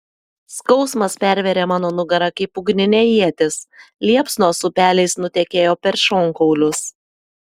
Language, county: Lithuanian, Telšiai